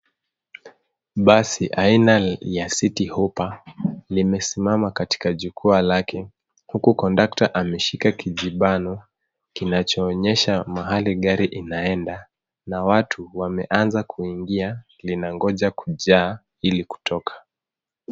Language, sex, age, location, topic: Swahili, male, 25-35, Nairobi, government